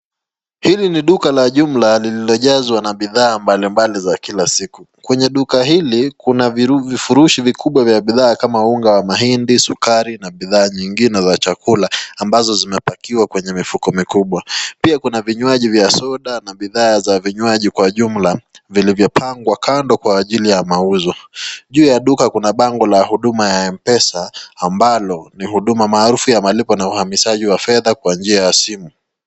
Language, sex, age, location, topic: Swahili, male, 25-35, Nakuru, finance